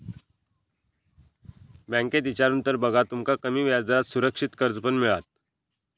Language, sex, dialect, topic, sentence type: Marathi, male, Southern Konkan, banking, statement